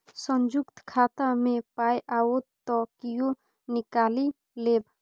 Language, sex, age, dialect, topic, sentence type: Maithili, female, 18-24, Bajjika, banking, statement